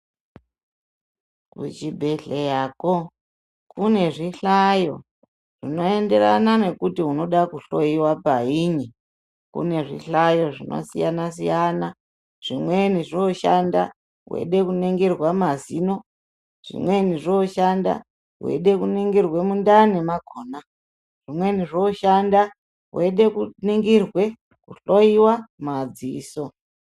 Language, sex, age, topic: Ndau, female, 36-49, health